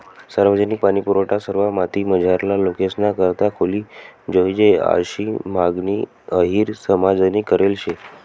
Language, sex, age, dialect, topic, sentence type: Marathi, male, 18-24, Northern Konkan, agriculture, statement